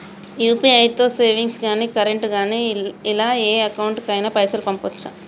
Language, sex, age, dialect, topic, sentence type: Telugu, female, 31-35, Telangana, banking, question